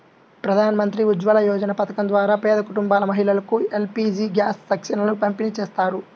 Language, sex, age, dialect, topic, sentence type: Telugu, male, 18-24, Central/Coastal, agriculture, statement